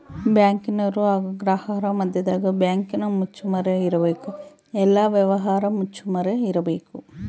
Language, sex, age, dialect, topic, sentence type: Kannada, female, 41-45, Central, banking, statement